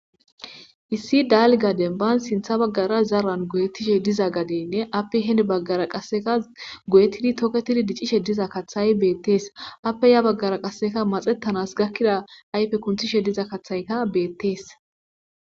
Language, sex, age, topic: Gamo, female, 25-35, agriculture